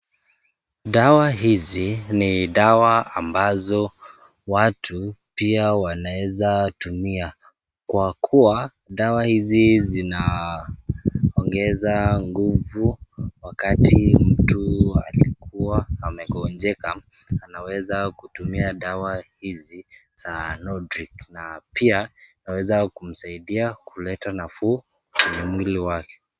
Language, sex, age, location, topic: Swahili, male, 18-24, Nakuru, health